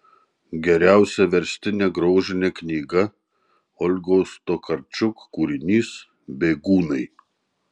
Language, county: Lithuanian, Marijampolė